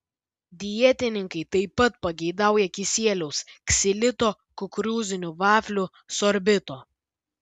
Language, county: Lithuanian, Vilnius